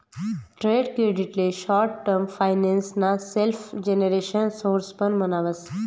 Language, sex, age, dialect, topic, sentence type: Marathi, female, 31-35, Northern Konkan, banking, statement